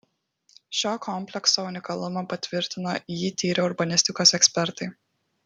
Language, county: Lithuanian, Kaunas